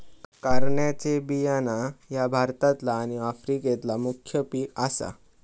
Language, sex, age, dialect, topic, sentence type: Marathi, male, 18-24, Southern Konkan, agriculture, statement